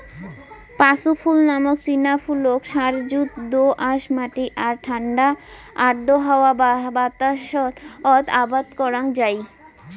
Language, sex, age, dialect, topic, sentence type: Bengali, female, 18-24, Rajbangshi, agriculture, statement